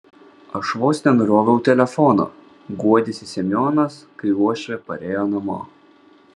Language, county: Lithuanian, Vilnius